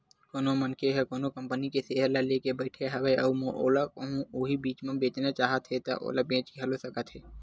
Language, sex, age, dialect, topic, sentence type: Chhattisgarhi, male, 18-24, Western/Budati/Khatahi, banking, statement